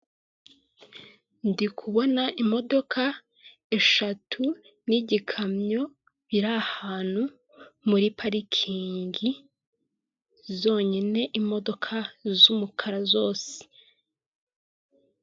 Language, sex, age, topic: Kinyarwanda, female, 25-35, finance